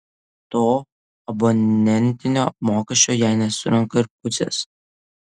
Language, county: Lithuanian, Vilnius